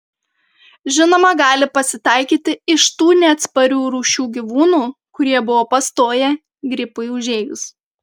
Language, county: Lithuanian, Panevėžys